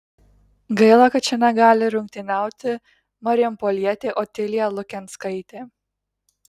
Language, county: Lithuanian, Kaunas